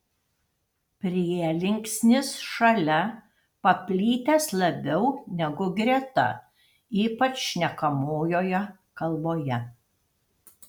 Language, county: Lithuanian, Panevėžys